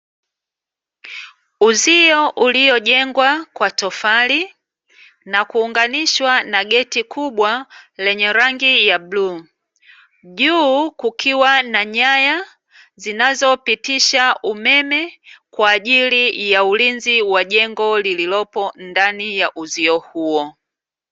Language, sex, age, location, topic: Swahili, female, 36-49, Dar es Salaam, government